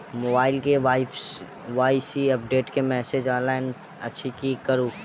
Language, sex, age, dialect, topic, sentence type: Maithili, male, 18-24, Southern/Standard, banking, question